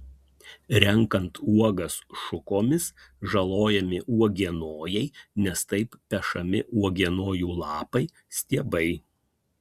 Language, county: Lithuanian, Kaunas